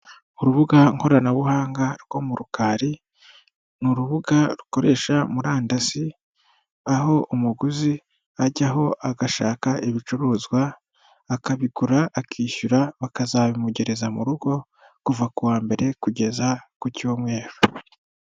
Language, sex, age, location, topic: Kinyarwanda, female, 25-35, Kigali, finance